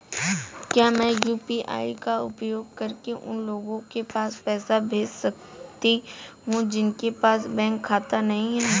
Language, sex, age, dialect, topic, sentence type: Hindi, female, 18-24, Hindustani Malvi Khadi Boli, banking, question